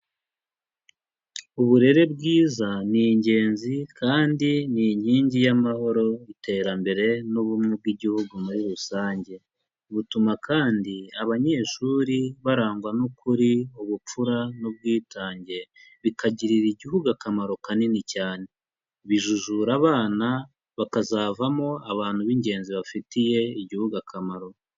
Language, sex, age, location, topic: Kinyarwanda, male, 25-35, Huye, education